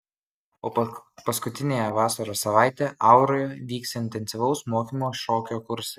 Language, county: Lithuanian, Kaunas